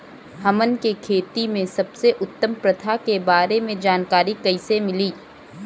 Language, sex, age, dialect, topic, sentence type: Bhojpuri, female, 18-24, Southern / Standard, agriculture, question